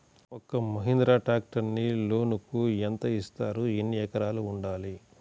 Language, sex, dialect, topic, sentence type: Telugu, male, Central/Coastal, agriculture, question